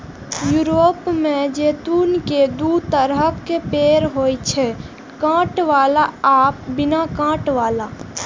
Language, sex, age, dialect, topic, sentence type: Maithili, female, 18-24, Eastern / Thethi, agriculture, statement